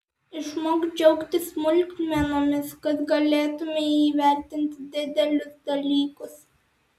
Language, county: Lithuanian, Alytus